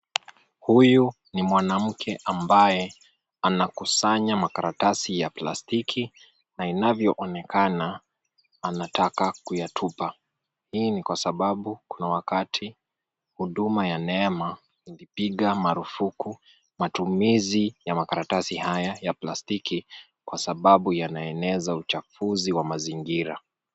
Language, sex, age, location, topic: Swahili, male, 25-35, Nairobi, government